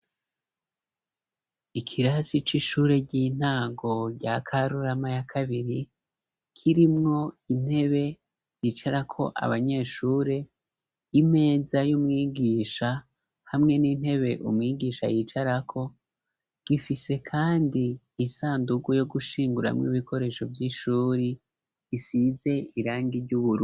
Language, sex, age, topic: Rundi, male, 25-35, education